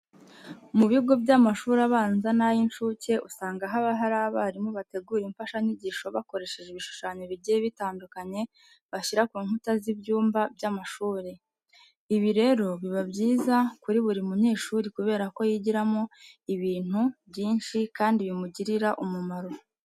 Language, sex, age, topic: Kinyarwanda, female, 25-35, education